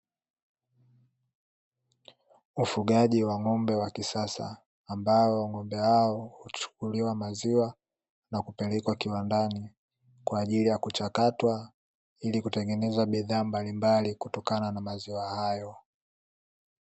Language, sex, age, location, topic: Swahili, male, 18-24, Dar es Salaam, agriculture